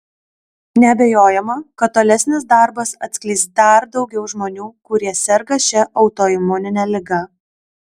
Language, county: Lithuanian, Kaunas